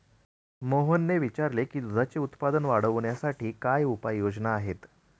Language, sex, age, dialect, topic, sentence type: Marathi, male, 36-40, Standard Marathi, agriculture, statement